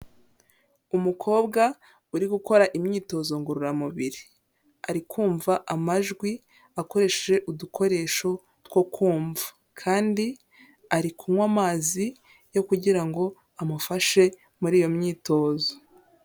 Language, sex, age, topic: Kinyarwanda, female, 18-24, health